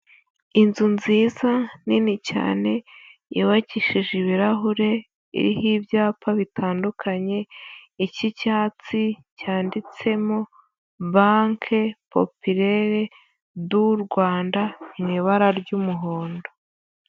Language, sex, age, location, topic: Kinyarwanda, female, 18-24, Huye, finance